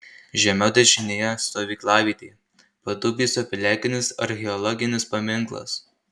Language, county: Lithuanian, Marijampolė